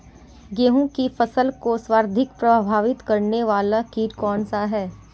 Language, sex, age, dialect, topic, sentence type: Hindi, female, 18-24, Marwari Dhudhari, agriculture, question